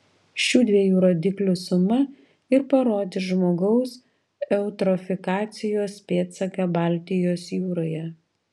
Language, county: Lithuanian, Vilnius